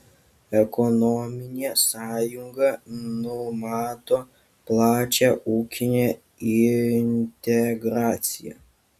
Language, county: Lithuanian, Kaunas